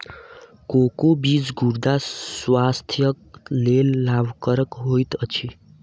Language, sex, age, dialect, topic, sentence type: Maithili, male, 18-24, Southern/Standard, agriculture, statement